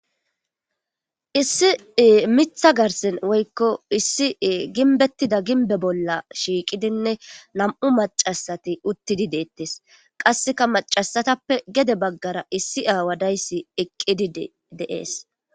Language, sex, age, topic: Gamo, male, 18-24, government